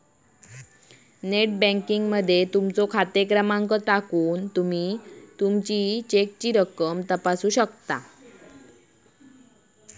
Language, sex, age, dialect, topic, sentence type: Marathi, female, 25-30, Southern Konkan, banking, statement